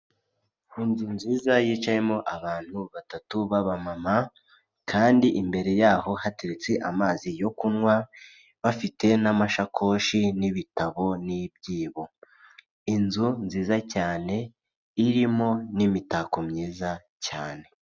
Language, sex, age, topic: Kinyarwanda, male, 25-35, government